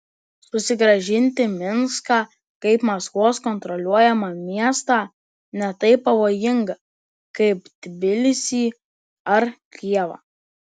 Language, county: Lithuanian, Telšiai